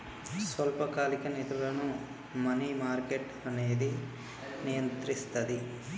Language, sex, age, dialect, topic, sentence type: Telugu, male, 18-24, Telangana, banking, statement